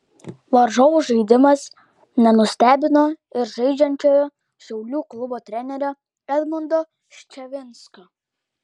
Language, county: Lithuanian, Klaipėda